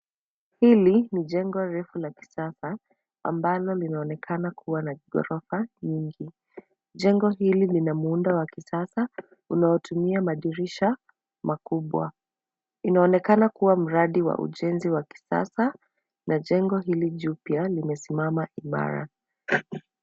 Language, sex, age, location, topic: Swahili, female, 25-35, Nairobi, finance